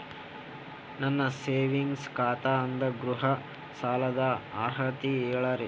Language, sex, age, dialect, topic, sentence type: Kannada, male, 18-24, Northeastern, banking, question